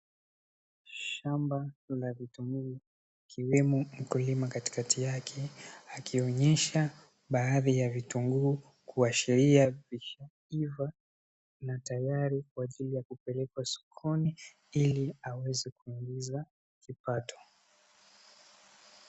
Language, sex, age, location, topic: Swahili, male, 18-24, Dar es Salaam, agriculture